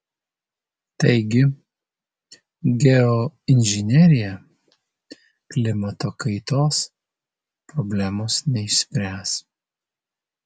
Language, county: Lithuanian, Vilnius